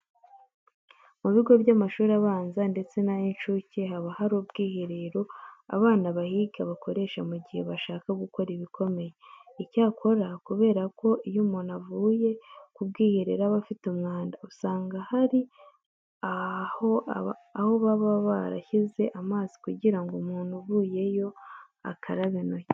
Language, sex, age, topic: Kinyarwanda, female, 25-35, education